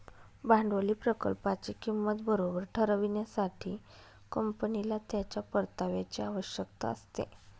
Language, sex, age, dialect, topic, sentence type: Marathi, female, 31-35, Northern Konkan, banking, statement